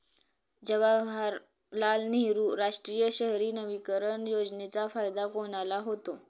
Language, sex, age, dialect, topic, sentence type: Marathi, female, 18-24, Standard Marathi, banking, statement